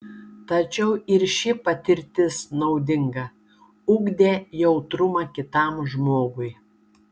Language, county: Lithuanian, Šiauliai